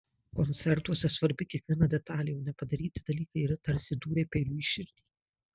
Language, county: Lithuanian, Marijampolė